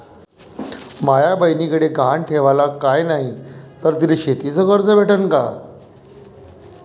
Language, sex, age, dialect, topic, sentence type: Marathi, male, 41-45, Varhadi, agriculture, statement